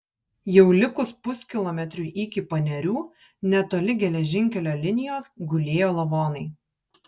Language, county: Lithuanian, Kaunas